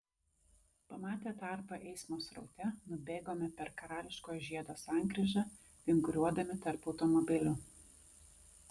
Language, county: Lithuanian, Vilnius